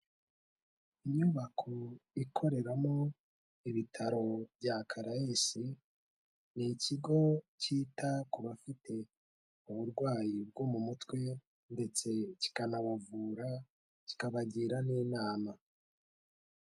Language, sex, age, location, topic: Kinyarwanda, male, 25-35, Kigali, health